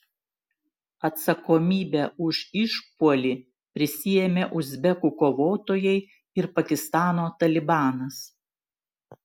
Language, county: Lithuanian, Šiauliai